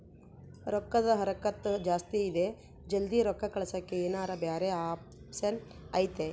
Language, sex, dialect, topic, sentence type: Kannada, female, Central, banking, question